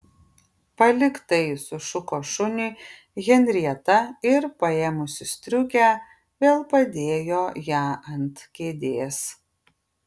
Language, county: Lithuanian, Kaunas